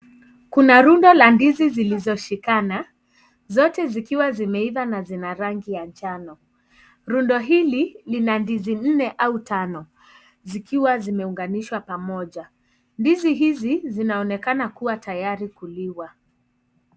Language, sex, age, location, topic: Swahili, female, 18-24, Kisii, agriculture